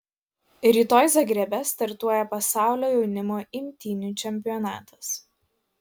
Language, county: Lithuanian, Vilnius